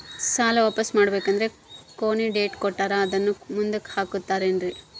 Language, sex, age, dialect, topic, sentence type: Kannada, female, 31-35, Central, banking, question